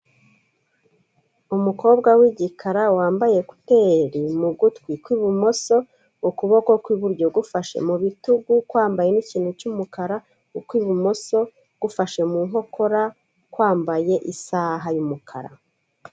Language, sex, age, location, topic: Kinyarwanda, female, 36-49, Kigali, health